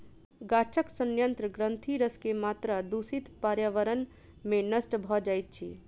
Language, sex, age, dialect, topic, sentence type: Maithili, female, 25-30, Southern/Standard, agriculture, statement